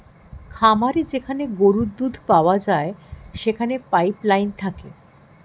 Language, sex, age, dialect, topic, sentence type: Bengali, female, 51-55, Standard Colloquial, agriculture, statement